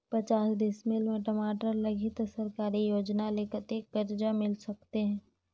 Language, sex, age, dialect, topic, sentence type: Chhattisgarhi, female, 31-35, Northern/Bhandar, agriculture, question